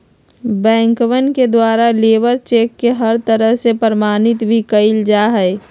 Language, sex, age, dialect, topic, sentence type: Magahi, female, 31-35, Western, banking, statement